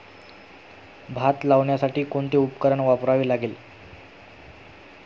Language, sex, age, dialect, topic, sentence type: Marathi, male, 25-30, Standard Marathi, agriculture, question